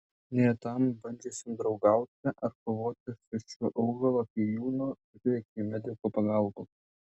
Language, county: Lithuanian, Tauragė